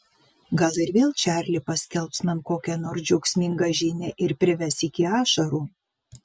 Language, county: Lithuanian, Vilnius